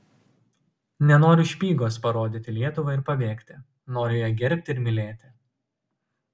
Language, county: Lithuanian, Utena